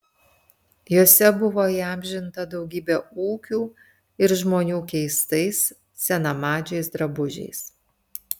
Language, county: Lithuanian, Telšiai